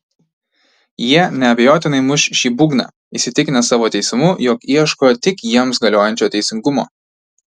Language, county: Lithuanian, Tauragė